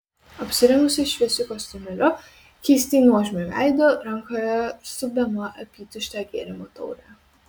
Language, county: Lithuanian, Kaunas